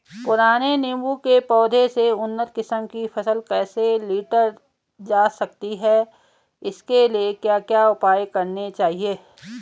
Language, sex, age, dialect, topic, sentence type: Hindi, female, 41-45, Garhwali, agriculture, question